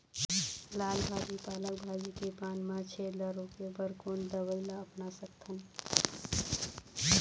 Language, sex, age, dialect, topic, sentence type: Chhattisgarhi, female, 31-35, Eastern, agriculture, question